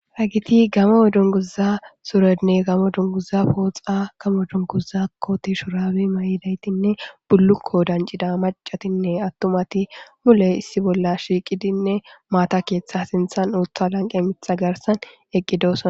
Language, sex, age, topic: Gamo, female, 18-24, government